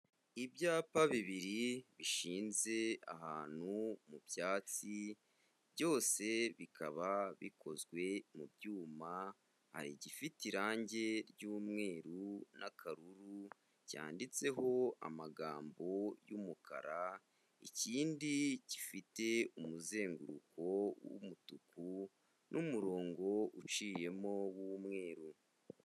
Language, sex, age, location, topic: Kinyarwanda, male, 25-35, Kigali, education